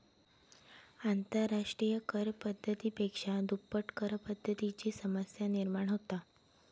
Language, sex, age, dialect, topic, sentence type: Marathi, female, 18-24, Southern Konkan, banking, statement